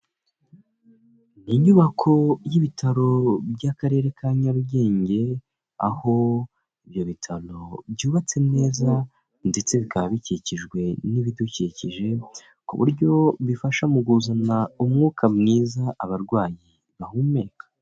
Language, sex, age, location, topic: Kinyarwanda, male, 18-24, Huye, health